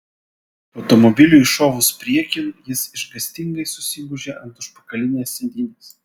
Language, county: Lithuanian, Vilnius